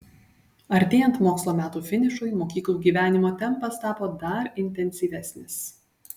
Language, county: Lithuanian, Panevėžys